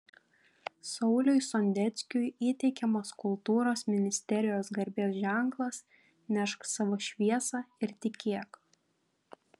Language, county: Lithuanian, Panevėžys